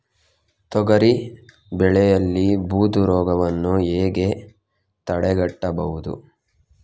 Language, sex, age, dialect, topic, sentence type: Kannada, male, 18-24, Coastal/Dakshin, agriculture, question